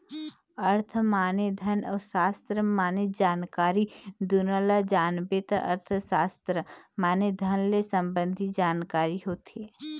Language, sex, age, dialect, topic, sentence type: Chhattisgarhi, female, 18-24, Eastern, banking, statement